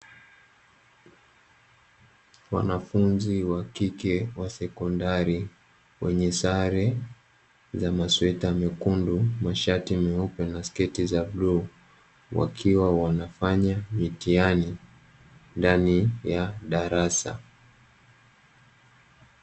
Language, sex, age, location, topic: Swahili, male, 18-24, Dar es Salaam, education